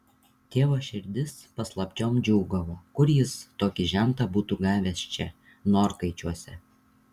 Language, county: Lithuanian, Šiauliai